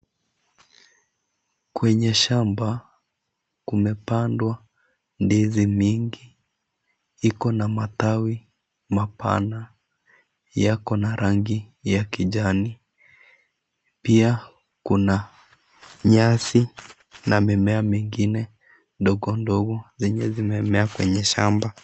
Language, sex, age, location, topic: Swahili, male, 25-35, Kisii, agriculture